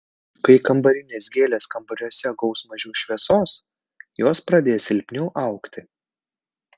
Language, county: Lithuanian, Panevėžys